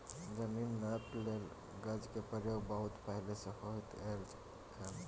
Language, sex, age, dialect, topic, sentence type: Maithili, male, 18-24, Bajjika, agriculture, statement